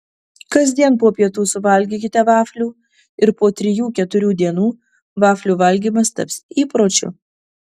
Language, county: Lithuanian, Kaunas